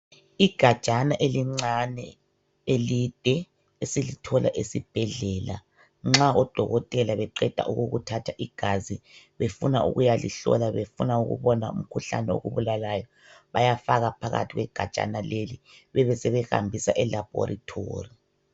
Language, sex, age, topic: North Ndebele, male, 36-49, health